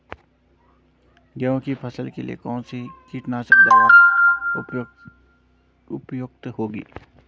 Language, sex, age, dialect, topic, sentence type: Hindi, male, 31-35, Garhwali, agriculture, question